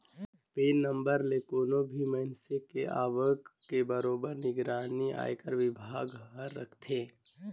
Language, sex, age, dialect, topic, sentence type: Chhattisgarhi, male, 51-55, Northern/Bhandar, banking, statement